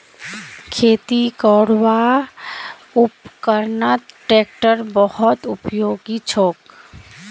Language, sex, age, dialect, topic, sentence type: Magahi, female, 18-24, Northeastern/Surjapuri, agriculture, statement